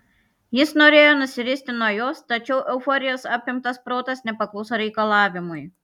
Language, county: Lithuanian, Panevėžys